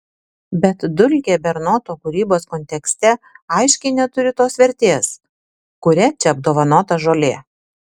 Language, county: Lithuanian, Tauragė